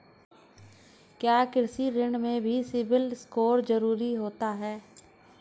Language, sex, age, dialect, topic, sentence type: Hindi, female, 41-45, Hindustani Malvi Khadi Boli, banking, question